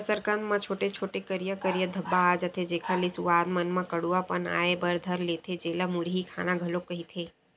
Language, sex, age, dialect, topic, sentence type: Chhattisgarhi, female, 60-100, Western/Budati/Khatahi, agriculture, statement